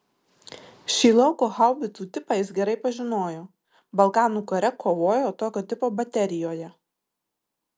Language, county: Lithuanian, Marijampolė